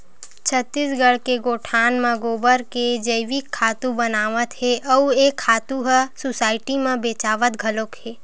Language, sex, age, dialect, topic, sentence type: Chhattisgarhi, female, 18-24, Western/Budati/Khatahi, agriculture, statement